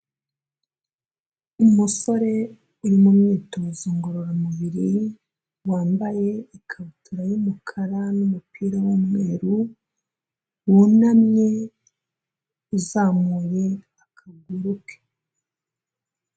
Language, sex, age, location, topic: Kinyarwanda, female, 25-35, Kigali, health